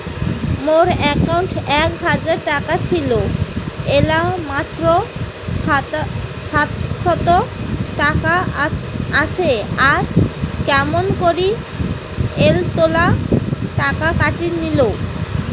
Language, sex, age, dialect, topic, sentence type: Bengali, female, 18-24, Rajbangshi, banking, question